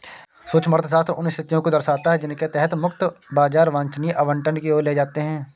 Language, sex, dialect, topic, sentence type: Hindi, male, Kanauji Braj Bhasha, banking, statement